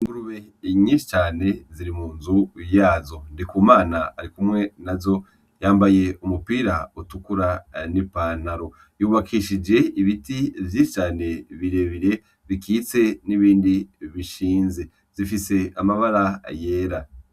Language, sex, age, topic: Rundi, male, 25-35, agriculture